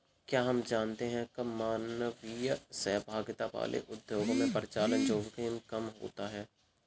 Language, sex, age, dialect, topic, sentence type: Hindi, male, 18-24, Kanauji Braj Bhasha, banking, statement